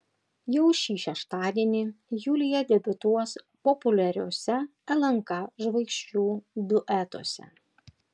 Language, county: Lithuanian, Panevėžys